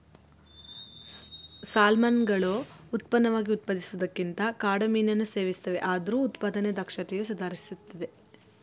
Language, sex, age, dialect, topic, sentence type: Kannada, female, 25-30, Mysore Kannada, agriculture, statement